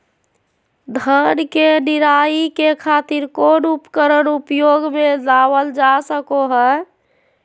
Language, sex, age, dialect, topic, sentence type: Magahi, female, 25-30, Southern, agriculture, question